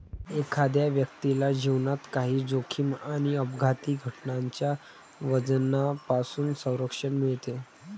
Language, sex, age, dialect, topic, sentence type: Marathi, female, 46-50, Varhadi, banking, statement